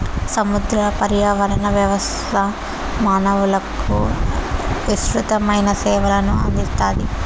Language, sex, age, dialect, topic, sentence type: Telugu, female, 18-24, Southern, agriculture, statement